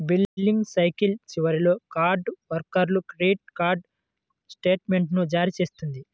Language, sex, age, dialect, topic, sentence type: Telugu, male, 56-60, Central/Coastal, banking, statement